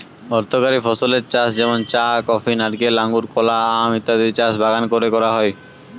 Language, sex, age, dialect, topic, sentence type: Bengali, male, 18-24, Western, agriculture, statement